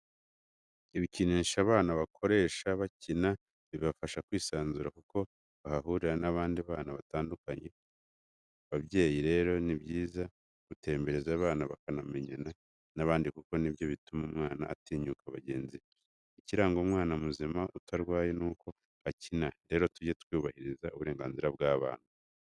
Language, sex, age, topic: Kinyarwanda, male, 25-35, education